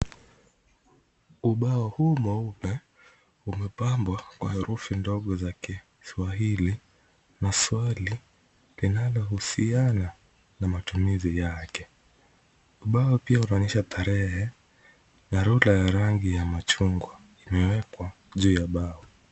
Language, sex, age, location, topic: Swahili, male, 25-35, Kisumu, education